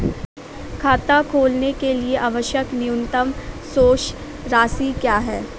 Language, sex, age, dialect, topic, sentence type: Hindi, female, 18-24, Awadhi Bundeli, banking, question